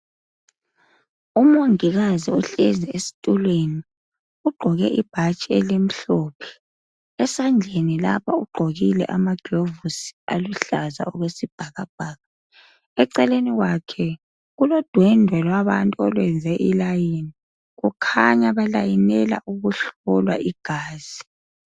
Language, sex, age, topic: North Ndebele, female, 25-35, health